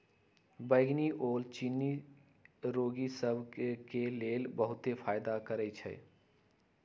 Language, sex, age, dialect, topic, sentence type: Magahi, male, 56-60, Western, agriculture, statement